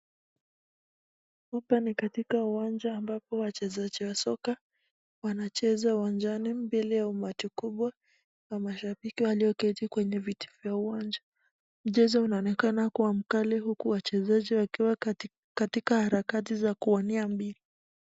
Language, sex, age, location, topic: Swahili, female, 25-35, Nakuru, government